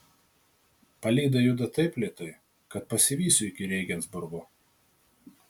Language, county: Lithuanian, Marijampolė